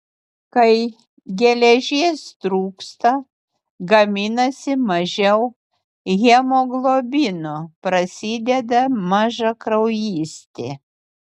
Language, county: Lithuanian, Utena